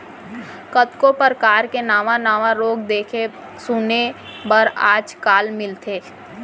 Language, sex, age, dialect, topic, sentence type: Chhattisgarhi, female, 25-30, Central, banking, statement